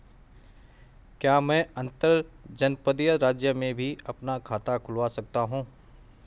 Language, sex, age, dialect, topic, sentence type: Hindi, male, 41-45, Garhwali, banking, question